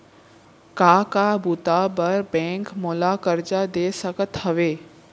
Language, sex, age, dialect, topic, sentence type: Chhattisgarhi, female, 18-24, Central, banking, question